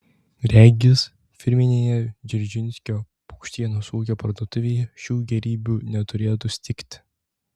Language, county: Lithuanian, Tauragė